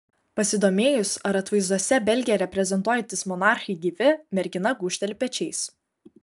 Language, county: Lithuanian, Kaunas